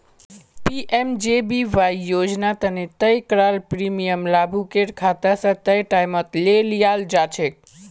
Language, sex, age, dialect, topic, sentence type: Magahi, male, 18-24, Northeastern/Surjapuri, banking, statement